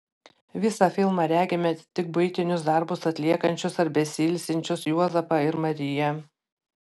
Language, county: Lithuanian, Panevėžys